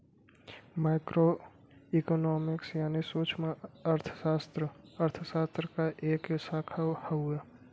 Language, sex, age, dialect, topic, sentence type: Bhojpuri, male, 18-24, Western, banking, statement